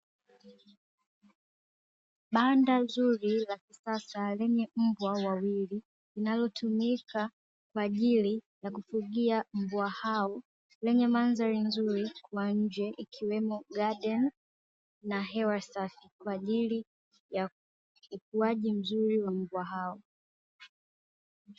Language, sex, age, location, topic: Swahili, female, 18-24, Dar es Salaam, agriculture